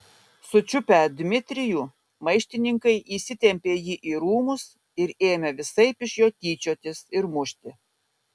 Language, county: Lithuanian, Kaunas